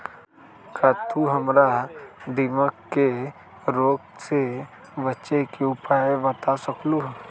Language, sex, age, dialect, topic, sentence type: Magahi, male, 36-40, Western, agriculture, question